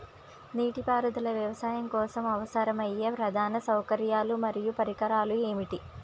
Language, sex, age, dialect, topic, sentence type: Telugu, female, 25-30, Telangana, agriculture, question